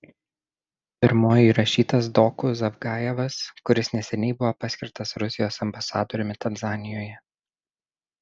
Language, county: Lithuanian, Šiauliai